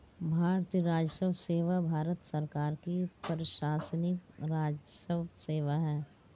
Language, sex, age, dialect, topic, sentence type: Hindi, female, 36-40, Marwari Dhudhari, banking, statement